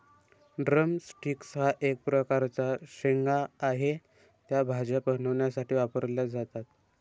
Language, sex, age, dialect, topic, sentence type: Marathi, male, 18-24, Varhadi, agriculture, statement